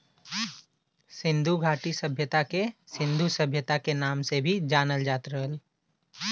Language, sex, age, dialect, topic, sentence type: Bhojpuri, male, 25-30, Western, agriculture, statement